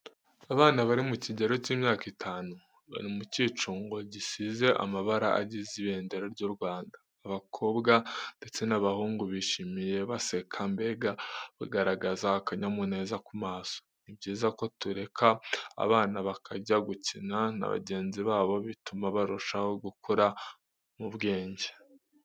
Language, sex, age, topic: Kinyarwanda, male, 18-24, education